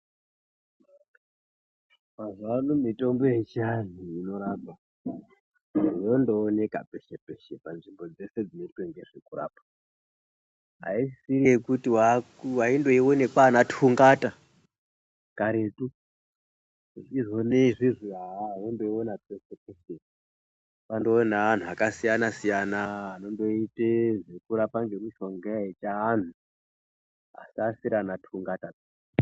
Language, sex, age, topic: Ndau, male, 36-49, health